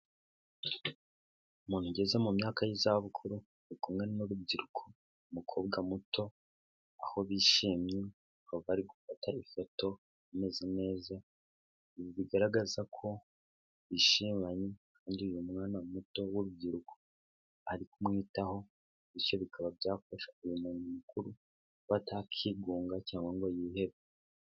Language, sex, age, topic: Kinyarwanda, male, 18-24, health